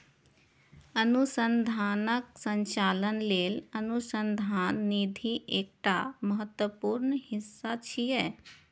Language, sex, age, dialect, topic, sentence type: Maithili, female, 31-35, Eastern / Thethi, banking, statement